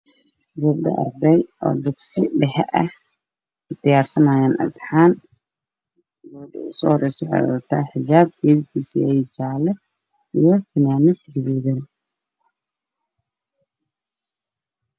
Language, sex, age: Somali, male, 18-24